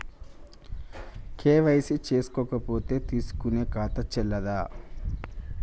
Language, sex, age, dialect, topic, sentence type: Telugu, male, 25-30, Telangana, banking, question